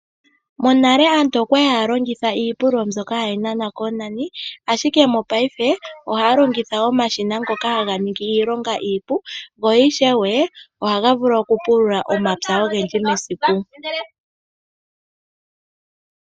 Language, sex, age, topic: Oshiwambo, female, 25-35, agriculture